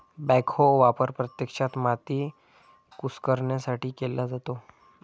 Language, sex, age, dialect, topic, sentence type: Marathi, male, 25-30, Standard Marathi, agriculture, statement